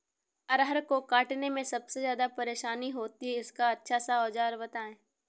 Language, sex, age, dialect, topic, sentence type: Hindi, female, 18-24, Awadhi Bundeli, agriculture, question